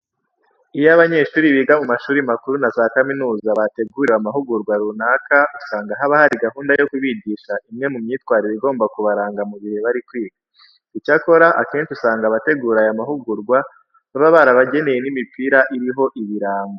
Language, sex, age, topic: Kinyarwanda, male, 18-24, education